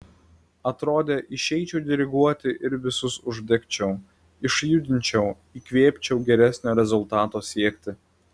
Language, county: Lithuanian, Klaipėda